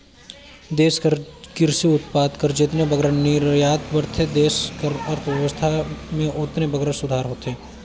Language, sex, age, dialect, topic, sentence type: Chhattisgarhi, male, 25-30, Northern/Bhandar, agriculture, statement